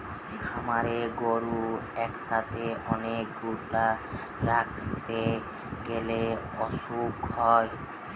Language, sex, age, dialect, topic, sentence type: Bengali, male, 18-24, Western, agriculture, statement